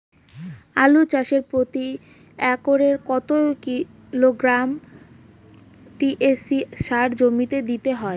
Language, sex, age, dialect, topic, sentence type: Bengali, female, 18-24, Rajbangshi, agriculture, question